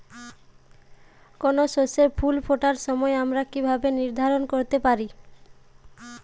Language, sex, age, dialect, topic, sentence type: Bengali, female, 18-24, Jharkhandi, agriculture, statement